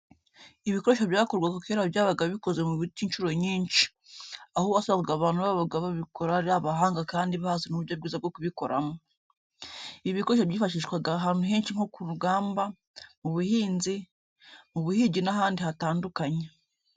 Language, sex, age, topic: Kinyarwanda, female, 25-35, education